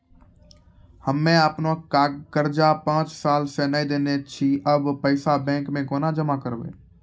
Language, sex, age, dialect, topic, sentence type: Maithili, male, 18-24, Angika, banking, question